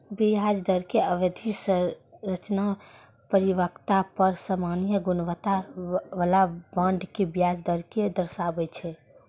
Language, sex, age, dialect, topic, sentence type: Maithili, female, 41-45, Eastern / Thethi, banking, statement